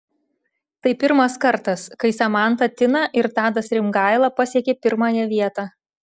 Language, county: Lithuanian, Šiauliai